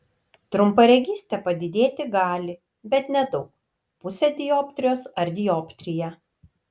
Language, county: Lithuanian, Kaunas